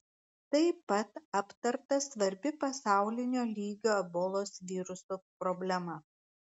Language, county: Lithuanian, Klaipėda